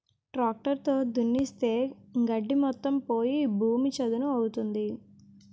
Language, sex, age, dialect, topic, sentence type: Telugu, female, 18-24, Utterandhra, agriculture, statement